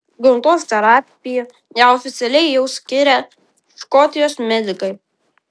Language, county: Lithuanian, Vilnius